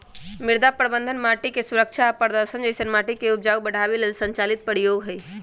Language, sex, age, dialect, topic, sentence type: Magahi, male, 18-24, Western, agriculture, statement